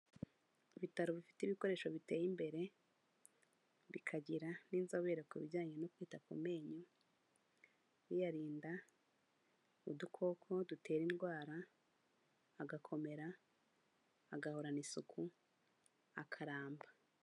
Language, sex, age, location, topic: Kinyarwanda, female, 25-35, Kigali, health